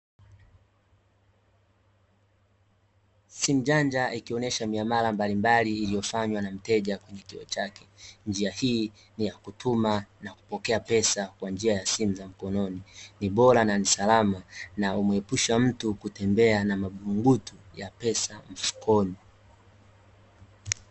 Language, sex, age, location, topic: Swahili, male, 18-24, Dar es Salaam, finance